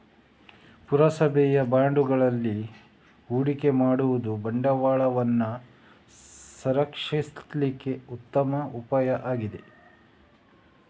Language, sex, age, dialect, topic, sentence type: Kannada, male, 25-30, Coastal/Dakshin, banking, statement